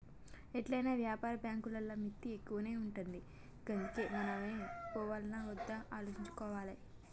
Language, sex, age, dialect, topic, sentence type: Telugu, female, 18-24, Telangana, banking, statement